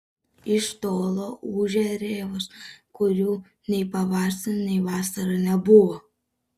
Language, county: Lithuanian, Panevėžys